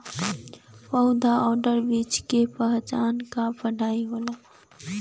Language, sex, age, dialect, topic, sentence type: Bhojpuri, female, 18-24, Western, agriculture, statement